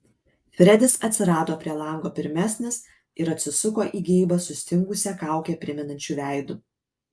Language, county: Lithuanian, Kaunas